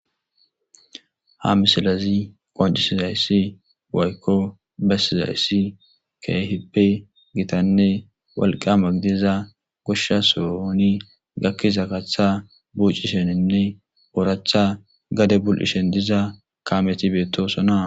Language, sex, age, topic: Gamo, male, 25-35, agriculture